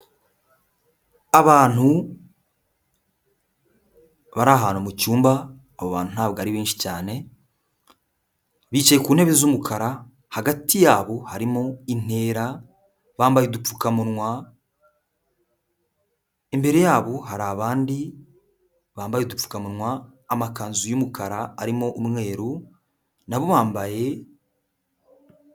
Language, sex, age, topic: Kinyarwanda, male, 18-24, government